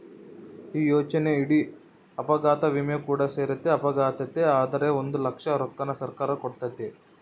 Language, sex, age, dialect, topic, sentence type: Kannada, male, 25-30, Central, banking, statement